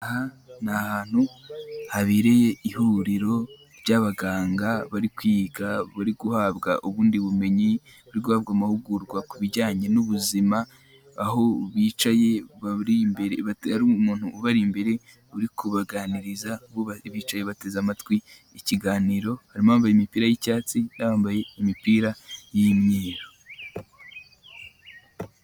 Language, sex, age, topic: Kinyarwanda, male, 18-24, health